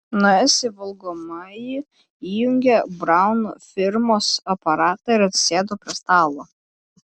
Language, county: Lithuanian, Klaipėda